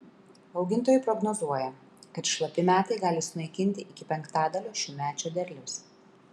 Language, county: Lithuanian, Kaunas